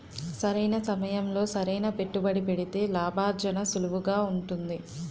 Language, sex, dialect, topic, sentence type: Telugu, female, Utterandhra, banking, statement